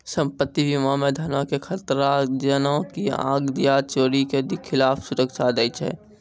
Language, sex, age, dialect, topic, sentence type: Maithili, male, 18-24, Angika, banking, statement